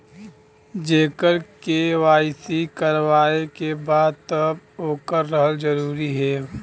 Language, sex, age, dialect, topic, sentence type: Bhojpuri, male, 25-30, Western, banking, question